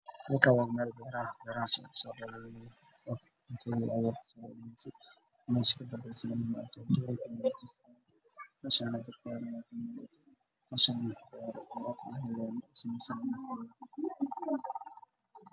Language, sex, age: Somali, male, 25-35